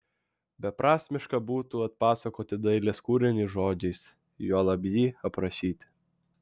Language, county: Lithuanian, Vilnius